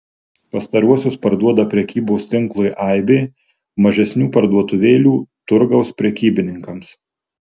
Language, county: Lithuanian, Marijampolė